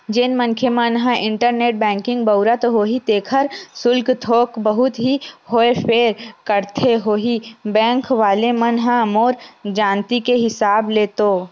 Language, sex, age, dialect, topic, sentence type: Chhattisgarhi, female, 18-24, Western/Budati/Khatahi, banking, statement